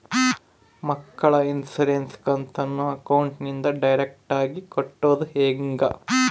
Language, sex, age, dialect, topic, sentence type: Kannada, male, 25-30, Central, banking, question